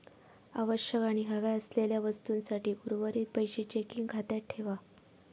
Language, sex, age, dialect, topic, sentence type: Marathi, female, 25-30, Southern Konkan, banking, statement